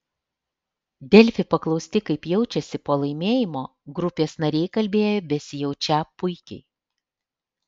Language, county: Lithuanian, Alytus